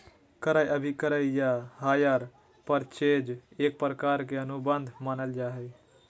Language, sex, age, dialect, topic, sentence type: Magahi, male, 41-45, Southern, banking, statement